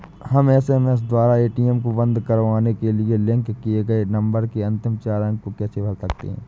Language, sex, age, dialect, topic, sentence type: Hindi, male, 25-30, Awadhi Bundeli, banking, question